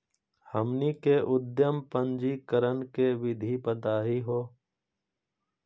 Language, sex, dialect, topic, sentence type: Magahi, male, Southern, banking, question